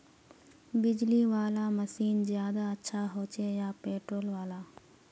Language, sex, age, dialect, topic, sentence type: Magahi, female, 18-24, Northeastern/Surjapuri, agriculture, question